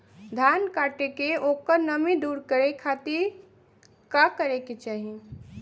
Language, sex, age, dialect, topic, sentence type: Bhojpuri, female, 18-24, Western, agriculture, question